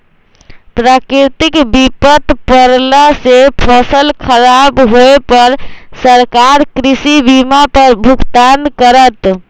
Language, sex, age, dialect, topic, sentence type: Magahi, male, 25-30, Western, agriculture, statement